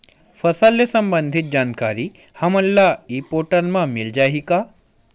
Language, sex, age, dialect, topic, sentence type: Chhattisgarhi, male, 18-24, Western/Budati/Khatahi, agriculture, question